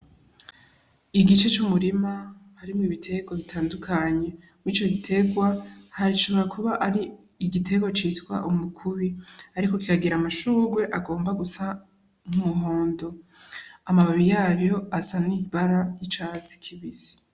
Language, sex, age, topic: Rundi, female, 18-24, agriculture